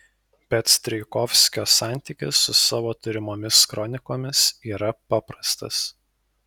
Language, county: Lithuanian, Vilnius